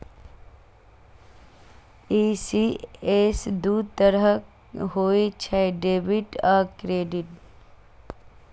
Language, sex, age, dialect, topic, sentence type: Maithili, female, 25-30, Eastern / Thethi, banking, statement